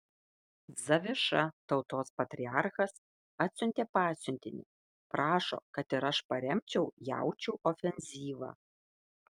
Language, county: Lithuanian, Kaunas